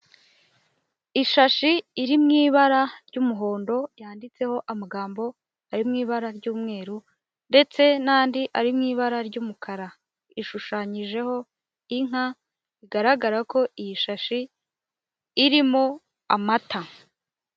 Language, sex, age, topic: Kinyarwanda, female, 18-24, agriculture